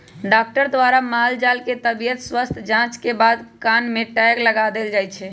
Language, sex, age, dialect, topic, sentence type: Magahi, female, 25-30, Western, agriculture, statement